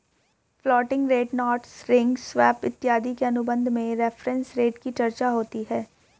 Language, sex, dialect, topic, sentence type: Hindi, female, Hindustani Malvi Khadi Boli, banking, statement